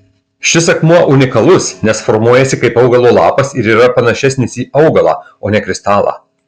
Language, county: Lithuanian, Marijampolė